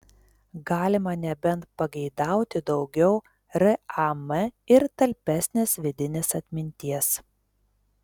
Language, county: Lithuanian, Telšiai